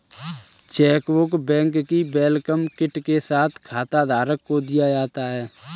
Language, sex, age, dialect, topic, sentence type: Hindi, male, 18-24, Kanauji Braj Bhasha, banking, statement